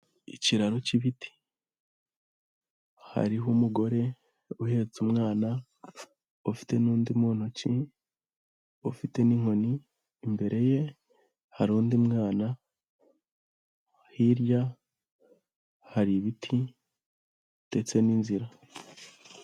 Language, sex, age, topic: Kinyarwanda, male, 18-24, government